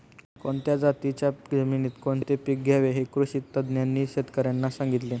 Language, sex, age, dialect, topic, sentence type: Marathi, male, 18-24, Standard Marathi, agriculture, statement